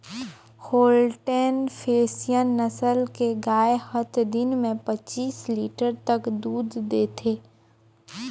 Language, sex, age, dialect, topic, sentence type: Chhattisgarhi, female, 18-24, Northern/Bhandar, agriculture, statement